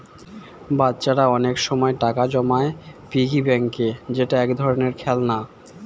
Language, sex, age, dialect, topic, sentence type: Bengali, male, 25-30, Standard Colloquial, banking, statement